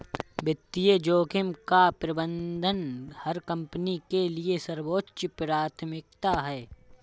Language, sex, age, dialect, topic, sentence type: Hindi, male, 36-40, Awadhi Bundeli, banking, statement